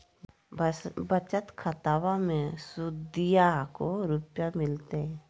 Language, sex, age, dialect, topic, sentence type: Magahi, female, 51-55, Southern, banking, question